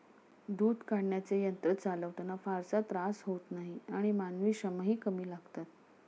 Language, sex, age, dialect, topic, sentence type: Marathi, female, 41-45, Standard Marathi, agriculture, statement